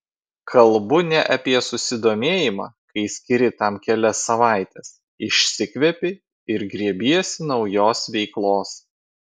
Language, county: Lithuanian, Vilnius